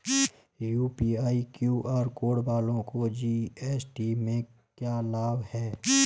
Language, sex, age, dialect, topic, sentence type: Hindi, male, 31-35, Marwari Dhudhari, banking, question